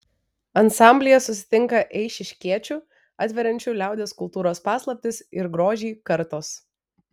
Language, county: Lithuanian, Vilnius